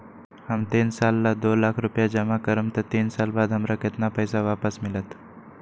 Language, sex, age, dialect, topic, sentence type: Magahi, male, 25-30, Western, banking, question